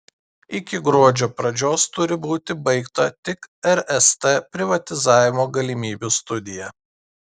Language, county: Lithuanian, Klaipėda